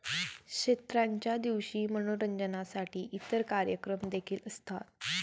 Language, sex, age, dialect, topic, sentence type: Marathi, female, 18-24, Standard Marathi, agriculture, statement